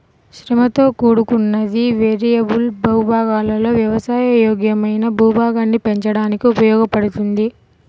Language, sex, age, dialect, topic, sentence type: Telugu, female, 25-30, Central/Coastal, agriculture, statement